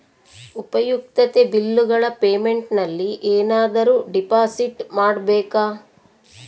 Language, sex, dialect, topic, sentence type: Kannada, female, Central, banking, question